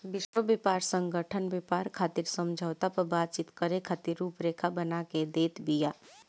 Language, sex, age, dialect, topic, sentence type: Bhojpuri, male, 25-30, Northern, banking, statement